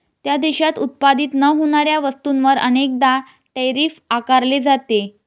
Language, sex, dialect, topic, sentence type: Marathi, female, Varhadi, banking, statement